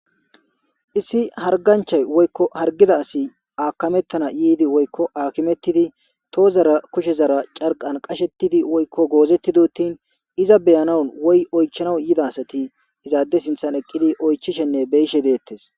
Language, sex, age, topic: Gamo, male, 18-24, government